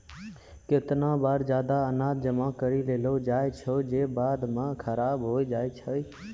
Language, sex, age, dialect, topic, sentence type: Maithili, male, 18-24, Angika, agriculture, statement